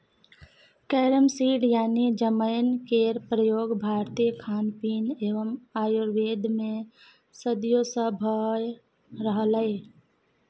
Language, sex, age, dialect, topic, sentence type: Maithili, female, 60-100, Bajjika, agriculture, statement